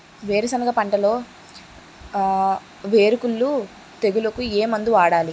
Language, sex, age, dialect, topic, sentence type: Telugu, male, 18-24, Utterandhra, agriculture, question